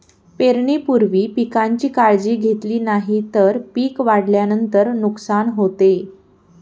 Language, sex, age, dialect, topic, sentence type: Marathi, female, 18-24, Standard Marathi, agriculture, statement